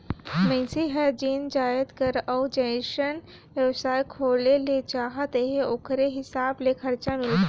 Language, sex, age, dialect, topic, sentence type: Chhattisgarhi, female, 18-24, Northern/Bhandar, banking, statement